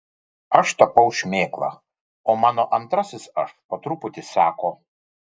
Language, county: Lithuanian, Vilnius